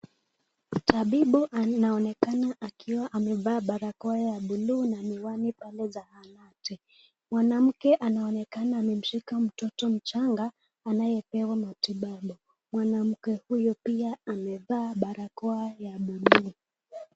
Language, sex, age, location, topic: Swahili, female, 18-24, Nakuru, health